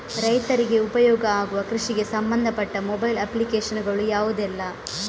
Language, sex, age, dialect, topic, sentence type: Kannada, female, 18-24, Coastal/Dakshin, agriculture, question